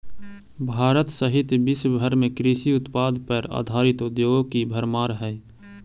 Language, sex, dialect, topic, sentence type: Magahi, male, Central/Standard, agriculture, statement